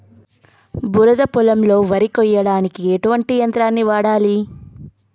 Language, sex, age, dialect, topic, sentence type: Telugu, female, 25-30, Telangana, agriculture, question